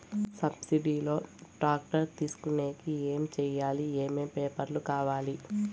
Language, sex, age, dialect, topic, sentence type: Telugu, female, 18-24, Southern, agriculture, question